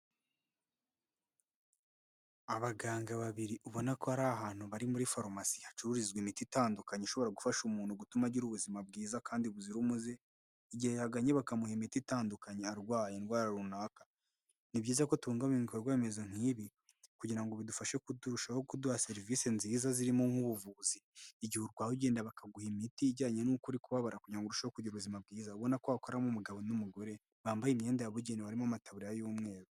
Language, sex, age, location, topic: Kinyarwanda, male, 18-24, Nyagatare, health